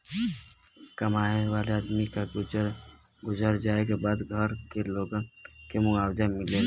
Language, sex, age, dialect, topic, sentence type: Bhojpuri, male, 18-24, Western, banking, statement